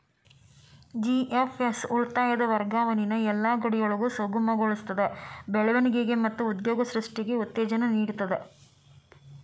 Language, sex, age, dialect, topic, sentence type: Kannada, female, 18-24, Dharwad Kannada, banking, statement